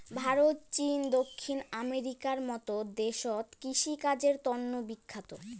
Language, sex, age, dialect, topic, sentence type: Bengali, female, 18-24, Rajbangshi, agriculture, statement